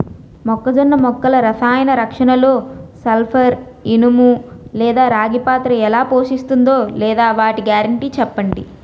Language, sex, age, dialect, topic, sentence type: Telugu, female, 18-24, Utterandhra, agriculture, question